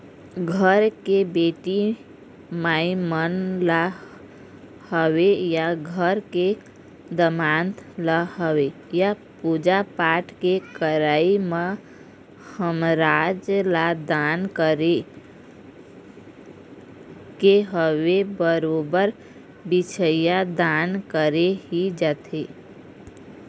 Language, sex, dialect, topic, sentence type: Chhattisgarhi, female, Eastern, banking, statement